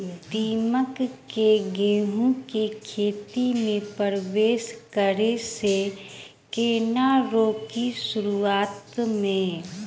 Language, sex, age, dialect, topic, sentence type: Maithili, female, 25-30, Southern/Standard, agriculture, question